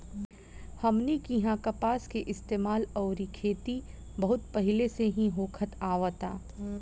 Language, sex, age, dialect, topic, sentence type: Bhojpuri, female, 25-30, Southern / Standard, agriculture, statement